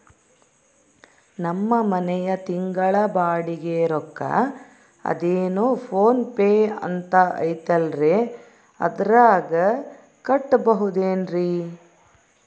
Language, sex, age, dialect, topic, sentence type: Kannada, female, 31-35, Central, banking, question